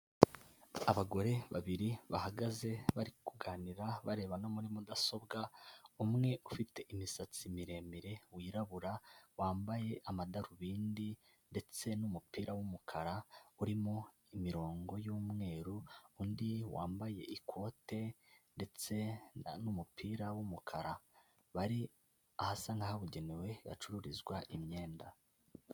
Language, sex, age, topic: Kinyarwanda, male, 18-24, finance